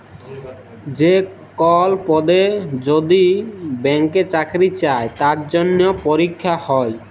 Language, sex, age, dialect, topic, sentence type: Bengali, male, 18-24, Jharkhandi, banking, statement